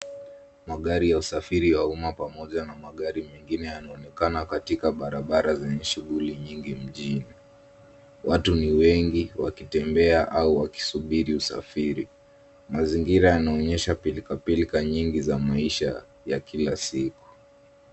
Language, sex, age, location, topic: Swahili, male, 18-24, Nairobi, government